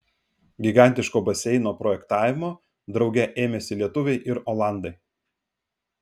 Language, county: Lithuanian, Vilnius